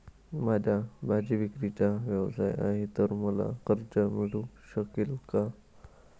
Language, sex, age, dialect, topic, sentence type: Marathi, male, 18-24, Standard Marathi, banking, question